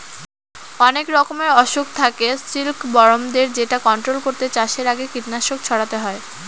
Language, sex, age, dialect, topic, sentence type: Bengali, female, <18, Northern/Varendri, agriculture, statement